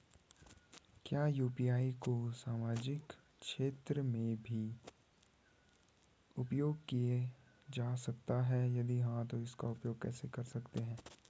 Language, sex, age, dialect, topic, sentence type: Hindi, male, 18-24, Garhwali, banking, question